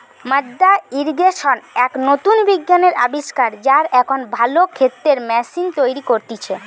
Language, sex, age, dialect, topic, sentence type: Bengali, female, 18-24, Western, agriculture, statement